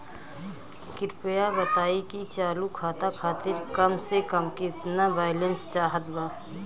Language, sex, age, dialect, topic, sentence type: Bhojpuri, female, 25-30, Western, banking, statement